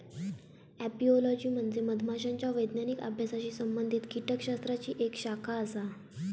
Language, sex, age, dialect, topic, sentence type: Marathi, female, 18-24, Southern Konkan, agriculture, statement